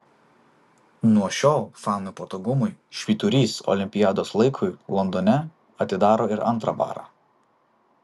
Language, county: Lithuanian, Vilnius